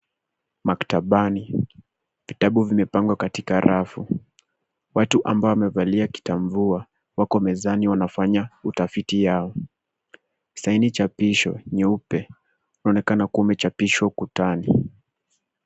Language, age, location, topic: Swahili, 18-24, Nairobi, education